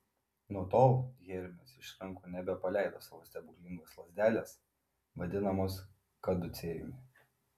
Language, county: Lithuanian, Vilnius